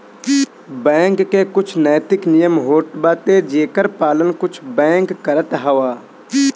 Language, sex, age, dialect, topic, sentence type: Bhojpuri, male, 18-24, Northern, banking, statement